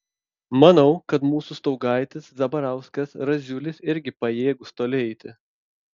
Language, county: Lithuanian, Panevėžys